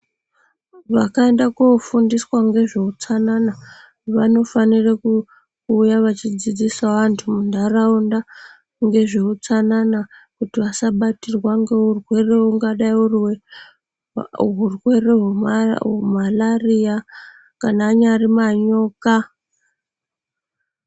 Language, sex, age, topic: Ndau, female, 25-35, health